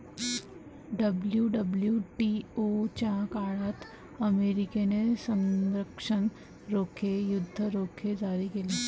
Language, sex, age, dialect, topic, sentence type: Marathi, female, 18-24, Varhadi, banking, statement